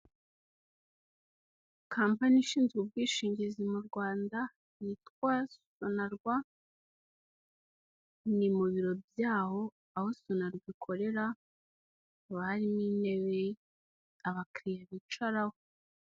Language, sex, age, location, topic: Kinyarwanda, female, 18-24, Kigali, finance